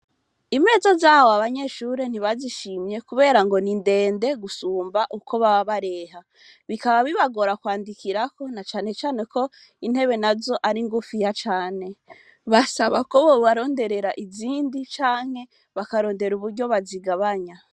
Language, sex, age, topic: Rundi, female, 25-35, education